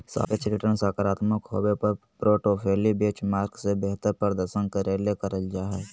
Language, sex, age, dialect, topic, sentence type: Magahi, male, 25-30, Southern, banking, statement